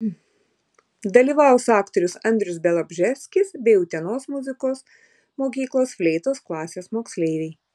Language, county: Lithuanian, Vilnius